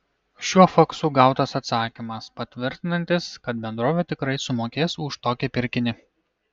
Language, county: Lithuanian, Kaunas